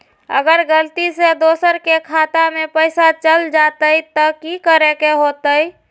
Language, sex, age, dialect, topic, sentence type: Magahi, female, 25-30, Western, banking, question